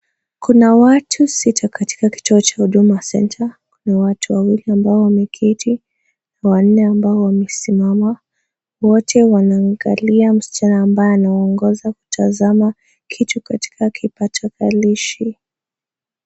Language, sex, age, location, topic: Swahili, female, 18-24, Nakuru, government